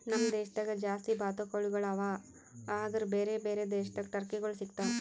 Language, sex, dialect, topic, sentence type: Kannada, female, Northeastern, agriculture, statement